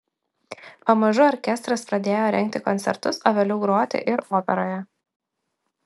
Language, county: Lithuanian, Klaipėda